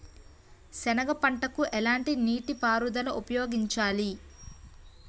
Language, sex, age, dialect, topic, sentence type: Telugu, female, 18-24, Utterandhra, agriculture, question